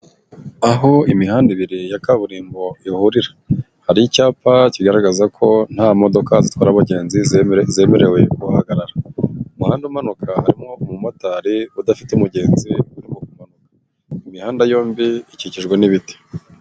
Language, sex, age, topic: Kinyarwanda, male, 25-35, government